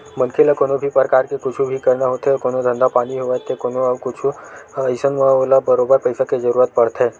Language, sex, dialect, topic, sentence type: Chhattisgarhi, male, Western/Budati/Khatahi, banking, statement